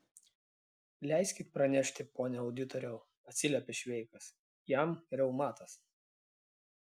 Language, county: Lithuanian, Klaipėda